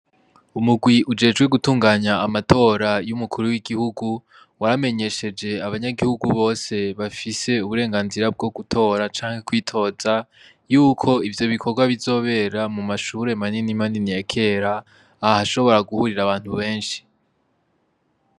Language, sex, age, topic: Rundi, male, 18-24, education